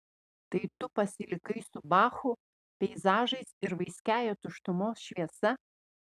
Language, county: Lithuanian, Panevėžys